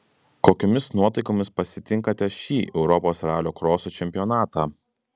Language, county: Lithuanian, Klaipėda